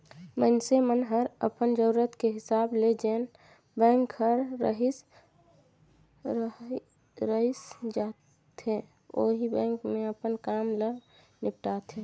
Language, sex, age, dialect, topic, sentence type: Chhattisgarhi, female, 25-30, Northern/Bhandar, banking, statement